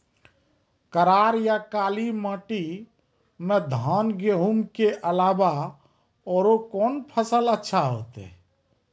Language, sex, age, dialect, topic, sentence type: Maithili, male, 36-40, Angika, agriculture, question